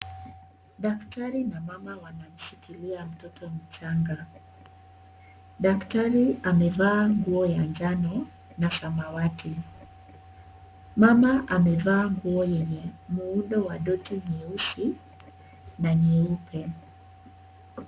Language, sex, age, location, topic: Swahili, female, 36-49, Kisii, health